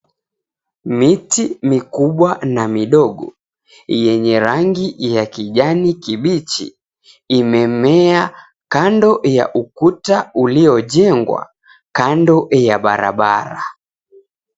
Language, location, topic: Swahili, Mombasa, agriculture